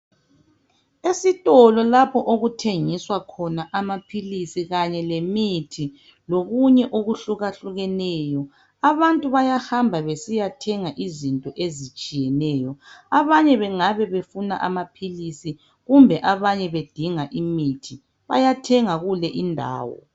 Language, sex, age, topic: North Ndebele, female, 25-35, health